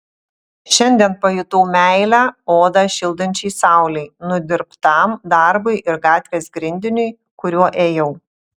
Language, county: Lithuanian, Utena